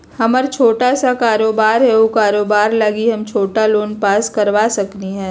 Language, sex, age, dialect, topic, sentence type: Magahi, female, 31-35, Western, banking, question